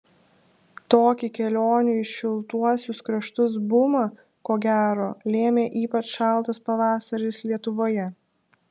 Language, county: Lithuanian, Šiauliai